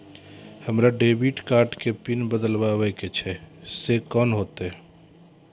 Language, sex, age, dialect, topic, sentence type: Maithili, male, 36-40, Angika, banking, question